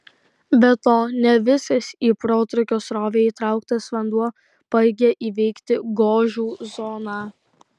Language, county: Lithuanian, Kaunas